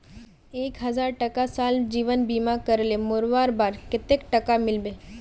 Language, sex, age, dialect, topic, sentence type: Magahi, female, 18-24, Northeastern/Surjapuri, banking, question